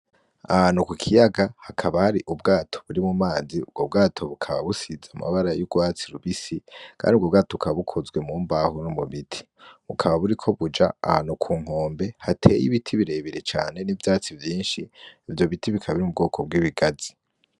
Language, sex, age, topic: Rundi, male, 18-24, agriculture